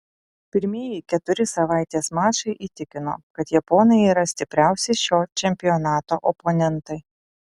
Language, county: Lithuanian, Utena